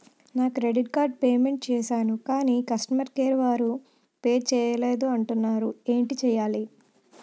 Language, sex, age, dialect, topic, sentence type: Telugu, female, 25-30, Utterandhra, banking, question